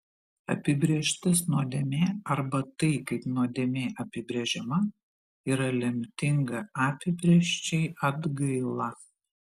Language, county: Lithuanian, Vilnius